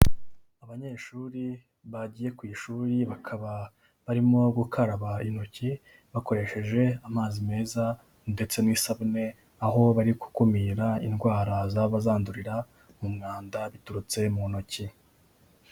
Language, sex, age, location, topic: Kinyarwanda, male, 18-24, Kigali, health